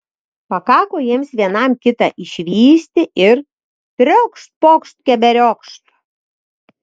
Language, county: Lithuanian, Vilnius